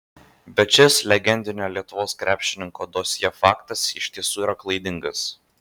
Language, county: Lithuanian, Vilnius